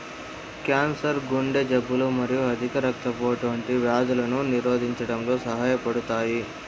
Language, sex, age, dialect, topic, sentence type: Telugu, male, 25-30, Southern, agriculture, statement